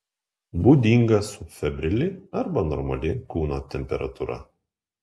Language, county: Lithuanian, Kaunas